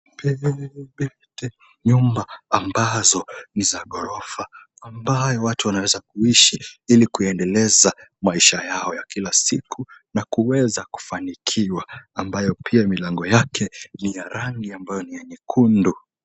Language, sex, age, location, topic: Swahili, male, 18-24, Kisumu, education